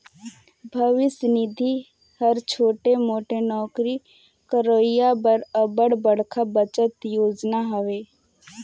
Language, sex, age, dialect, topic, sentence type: Chhattisgarhi, female, 18-24, Northern/Bhandar, banking, statement